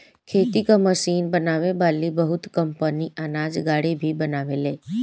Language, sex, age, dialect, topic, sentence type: Bhojpuri, male, 25-30, Northern, agriculture, statement